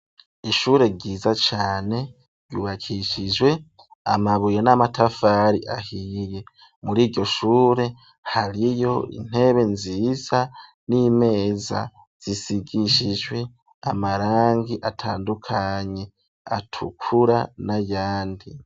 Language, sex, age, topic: Rundi, male, 25-35, education